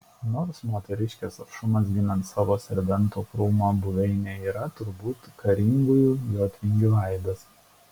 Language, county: Lithuanian, Šiauliai